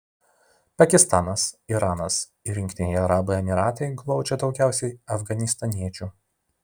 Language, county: Lithuanian, Vilnius